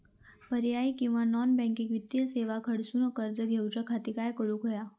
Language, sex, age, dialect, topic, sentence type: Marathi, female, 25-30, Southern Konkan, banking, question